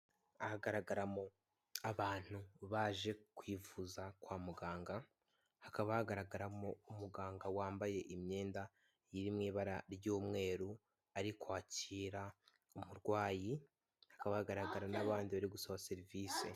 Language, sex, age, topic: Kinyarwanda, male, 18-24, government